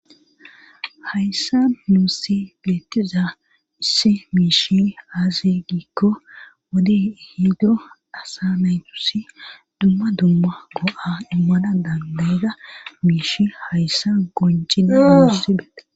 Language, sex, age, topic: Gamo, female, 25-35, government